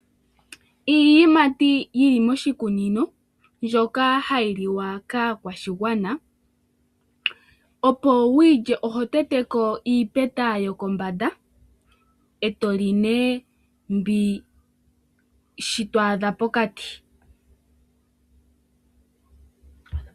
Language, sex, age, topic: Oshiwambo, female, 18-24, agriculture